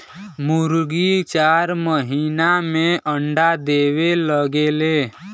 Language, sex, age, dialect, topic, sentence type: Bhojpuri, male, 18-24, Western, agriculture, statement